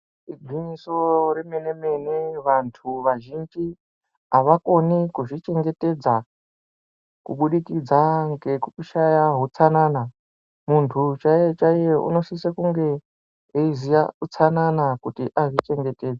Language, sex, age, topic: Ndau, female, 25-35, health